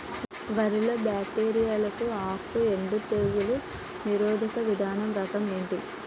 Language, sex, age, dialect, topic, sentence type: Telugu, female, 18-24, Utterandhra, agriculture, question